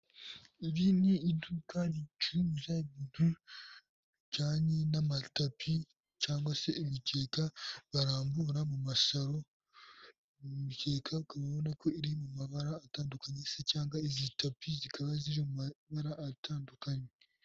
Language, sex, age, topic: Kinyarwanda, male, 18-24, finance